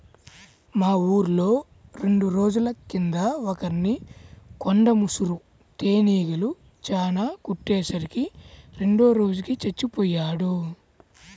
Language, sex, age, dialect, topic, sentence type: Telugu, male, 18-24, Central/Coastal, agriculture, statement